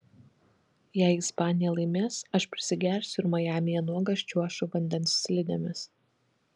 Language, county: Lithuanian, Kaunas